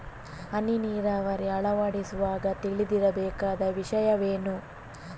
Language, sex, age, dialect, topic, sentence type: Kannada, female, 18-24, Coastal/Dakshin, agriculture, question